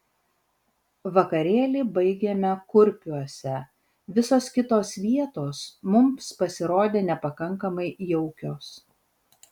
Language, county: Lithuanian, Vilnius